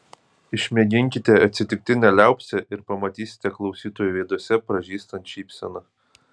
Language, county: Lithuanian, Kaunas